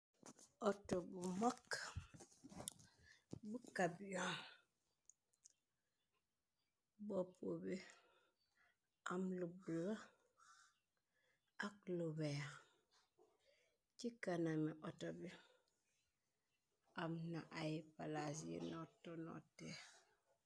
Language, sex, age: Wolof, female, 25-35